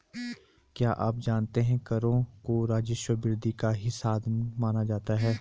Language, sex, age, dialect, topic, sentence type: Hindi, male, 31-35, Garhwali, banking, statement